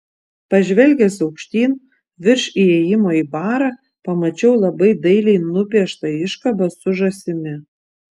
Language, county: Lithuanian, Vilnius